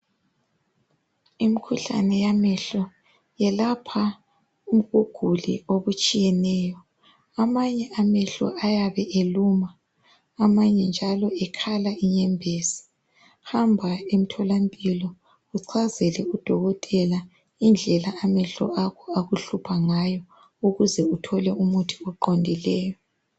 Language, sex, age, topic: North Ndebele, female, 18-24, health